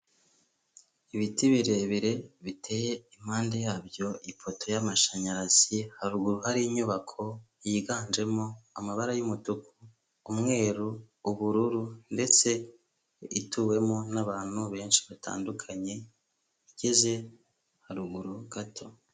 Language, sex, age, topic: Kinyarwanda, male, 25-35, government